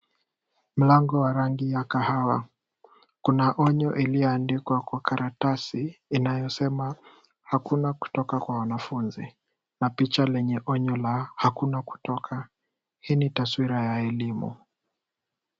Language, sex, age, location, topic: Swahili, male, 18-24, Kisumu, education